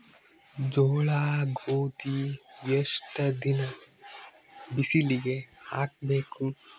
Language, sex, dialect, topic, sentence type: Kannada, male, Northeastern, agriculture, question